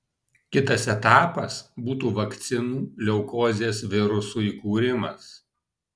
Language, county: Lithuanian, Alytus